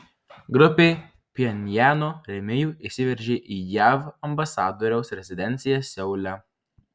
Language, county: Lithuanian, Marijampolė